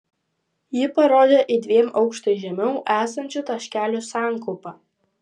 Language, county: Lithuanian, Vilnius